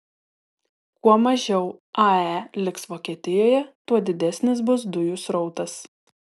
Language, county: Lithuanian, Telšiai